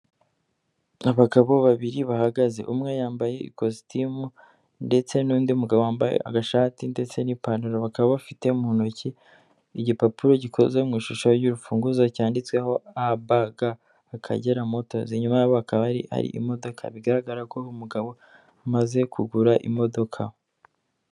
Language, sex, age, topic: Kinyarwanda, female, 18-24, finance